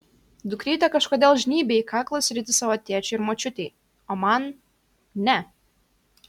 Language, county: Lithuanian, Kaunas